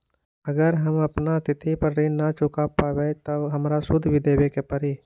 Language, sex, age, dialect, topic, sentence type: Magahi, male, 18-24, Western, banking, question